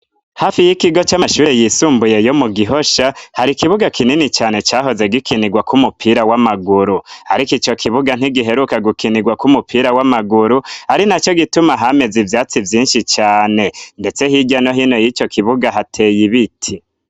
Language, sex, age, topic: Rundi, male, 25-35, education